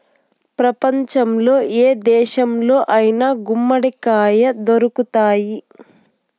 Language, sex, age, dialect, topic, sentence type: Telugu, female, 18-24, Southern, agriculture, statement